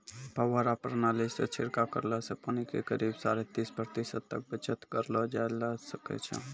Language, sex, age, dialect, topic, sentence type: Maithili, male, 18-24, Angika, agriculture, statement